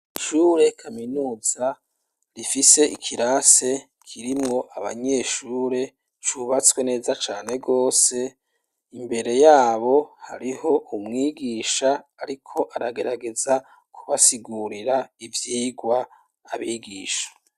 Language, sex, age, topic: Rundi, male, 36-49, education